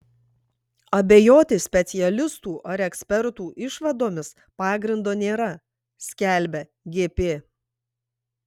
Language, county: Lithuanian, Klaipėda